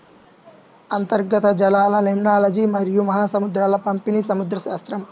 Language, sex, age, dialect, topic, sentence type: Telugu, male, 18-24, Central/Coastal, agriculture, statement